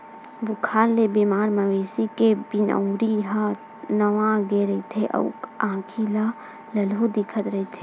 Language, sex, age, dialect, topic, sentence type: Chhattisgarhi, female, 18-24, Western/Budati/Khatahi, agriculture, statement